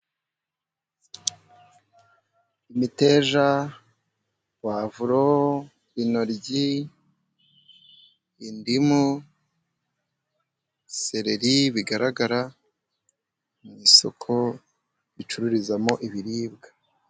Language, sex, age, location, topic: Kinyarwanda, male, 25-35, Musanze, agriculture